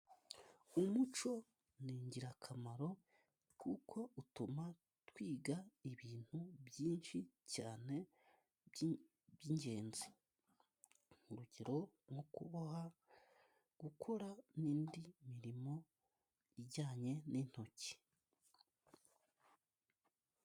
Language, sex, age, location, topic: Kinyarwanda, male, 25-35, Musanze, government